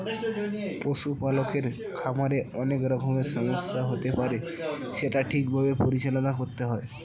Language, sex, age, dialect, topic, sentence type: Bengali, male, 18-24, Standard Colloquial, agriculture, statement